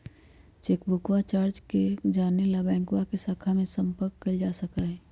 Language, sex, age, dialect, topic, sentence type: Magahi, female, 31-35, Western, banking, statement